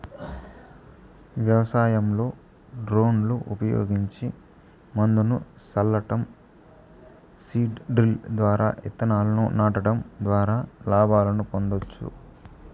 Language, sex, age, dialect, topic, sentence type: Telugu, male, 18-24, Southern, agriculture, statement